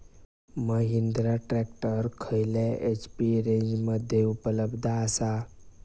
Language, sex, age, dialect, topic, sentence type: Marathi, male, 18-24, Southern Konkan, agriculture, question